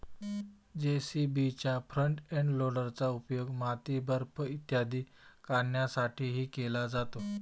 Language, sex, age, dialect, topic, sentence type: Marathi, male, 41-45, Standard Marathi, agriculture, statement